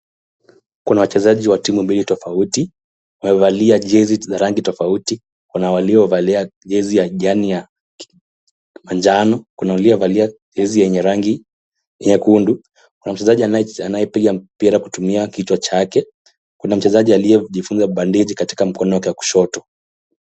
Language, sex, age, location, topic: Swahili, male, 18-24, Kisumu, government